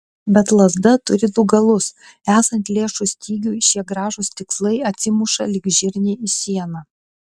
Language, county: Lithuanian, Klaipėda